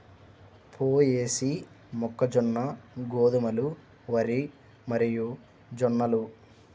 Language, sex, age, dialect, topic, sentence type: Telugu, male, 25-30, Central/Coastal, agriculture, statement